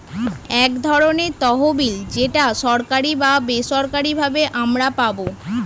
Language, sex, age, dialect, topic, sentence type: Bengali, female, 31-35, Northern/Varendri, banking, statement